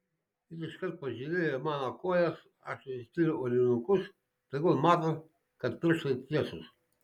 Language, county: Lithuanian, Šiauliai